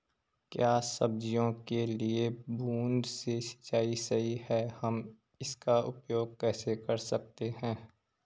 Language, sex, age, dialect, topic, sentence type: Hindi, male, 25-30, Garhwali, agriculture, question